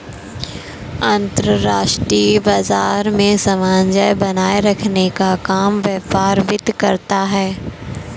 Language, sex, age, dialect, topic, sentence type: Hindi, female, 18-24, Awadhi Bundeli, banking, statement